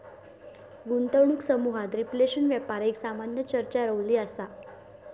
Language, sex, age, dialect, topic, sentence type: Marathi, female, 18-24, Southern Konkan, banking, statement